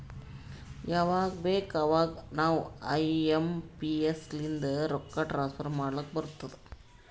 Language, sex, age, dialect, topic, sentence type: Kannada, female, 36-40, Northeastern, banking, statement